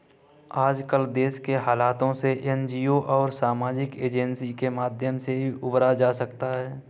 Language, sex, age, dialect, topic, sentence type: Hindi, male, 18-24, Kanauji Braj Bhasha, banking, statement